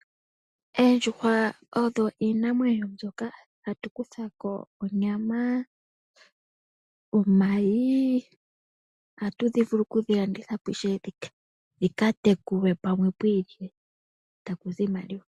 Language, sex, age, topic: Oshiwambo, female, 18-24, agriculture